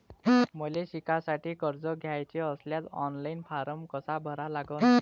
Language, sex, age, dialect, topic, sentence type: Marathi, male, 25-30, Varhadi, banking, question